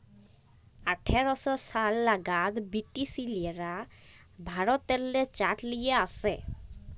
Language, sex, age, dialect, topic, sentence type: Bengali, female, <18, Jharkhandi, agriculture, statement